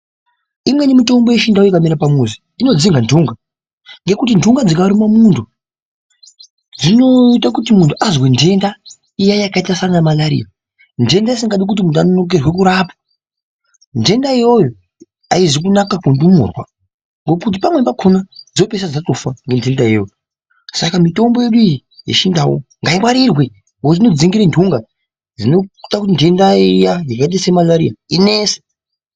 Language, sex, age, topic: Ndau, male, 50+, health